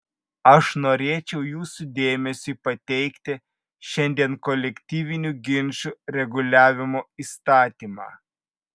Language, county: Lithuanian, Vilnius